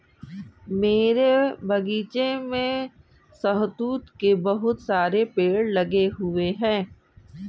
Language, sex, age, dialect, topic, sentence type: Hindi, male, 41-45, Kanauji Braj Bhasha, agriculture, statement